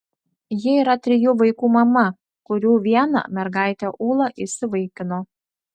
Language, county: Lithuanian, Klaipėda